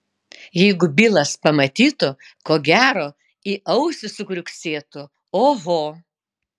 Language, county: Lithuanian, Utena